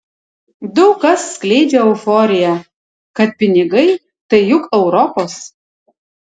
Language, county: Lithuanian, Tauragė